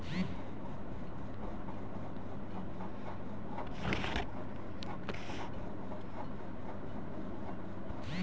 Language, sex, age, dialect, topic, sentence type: Bhojpuri, female, <18, Southern / Standard, agriculture, statement